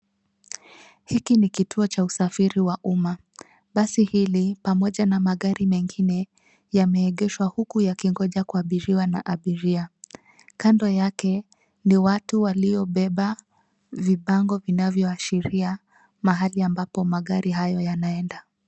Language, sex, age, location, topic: Swahili, female, 25-35, Nairobi, government